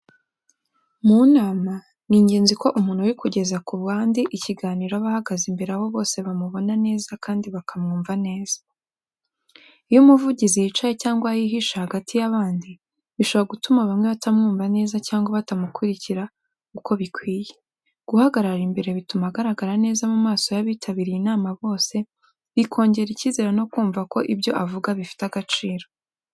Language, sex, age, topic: Kinyarwanda, female, 18-24, education